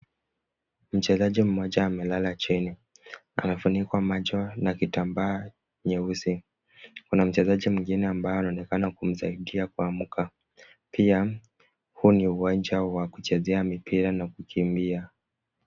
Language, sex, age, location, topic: Swahili, male, 18-24, Kisumu, education